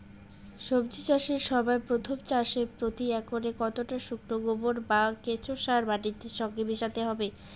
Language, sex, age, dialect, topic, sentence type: Bengali, female, 25-30, Rajbangshi, agriculture, question